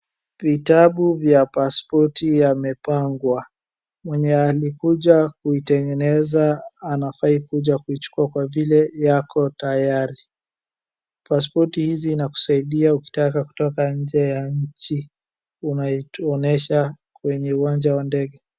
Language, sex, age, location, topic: Swahili, male, 18-24, Wajir, government